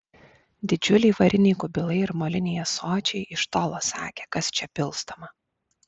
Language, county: Lithuanian, Klaipėda